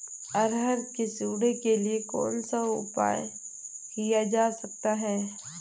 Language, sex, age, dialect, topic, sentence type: Hindi, female, 18-24, Awadhi Bundeli, agriculture, question